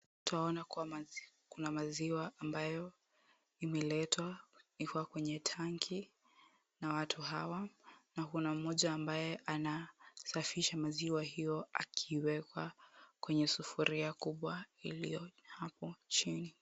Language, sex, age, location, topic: Swahili, female, 50+, Kisumu, agriculture